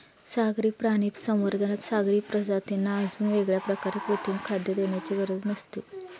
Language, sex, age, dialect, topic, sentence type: Marathi, female, 31-35, Standard Marathi, agriculture, statement